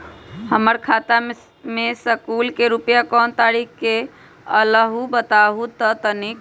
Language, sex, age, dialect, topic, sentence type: Magahi, female, 25-30, Western, banking, question